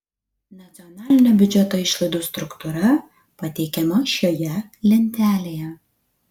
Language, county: Lithuanian, Utena